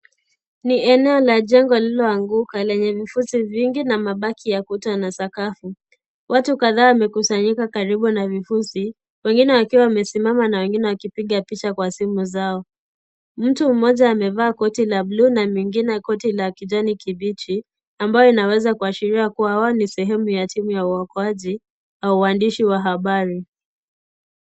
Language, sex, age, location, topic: Swahili, female, 18-24, Kisii, health